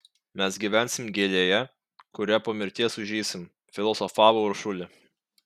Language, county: Lithuanian, Kaunas